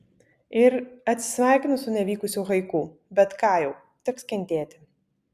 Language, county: Lithuanian, Vilnius